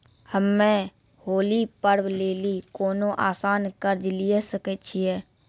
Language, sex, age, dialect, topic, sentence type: Maithili, female, 56-60, Angika, banking, question